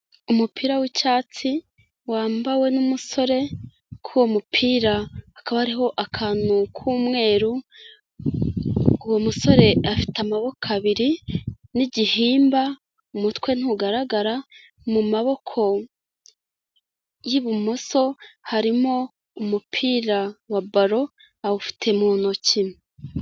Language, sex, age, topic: Kinyarwanda, female, 25-35, health